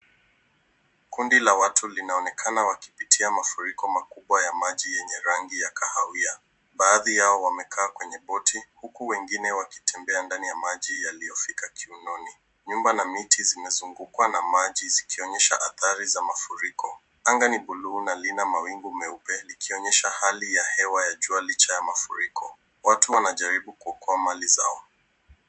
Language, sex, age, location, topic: Swahili, male, 18-24, Nairobi, health